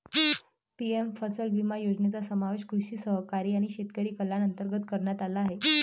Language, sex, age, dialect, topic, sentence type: Marathi, female, 18-24, Varhadi, agriculture, statement